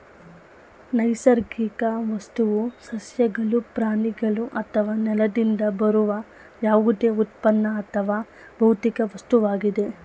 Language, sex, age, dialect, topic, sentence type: Kannada, female, 25-30, Mysore Kannada, agriculture, statement